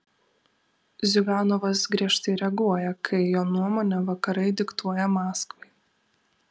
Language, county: Lithuanian, Vilnius